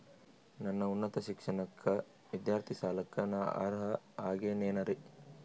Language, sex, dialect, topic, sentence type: Kannada, male, Northeastern, banking, statement